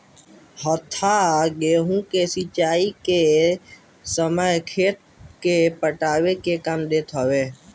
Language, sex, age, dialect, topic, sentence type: Bhojpuri, male, <18, Northern, agriculture, statement